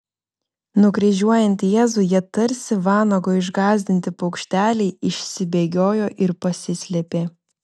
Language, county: Lithuanian, Vilnius